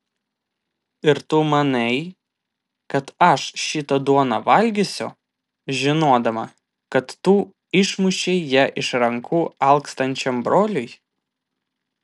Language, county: Lithuanian, Vilnius